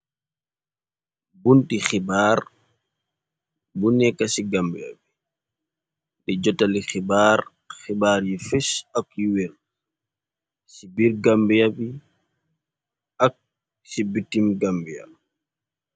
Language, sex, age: Wolof, male, 25-35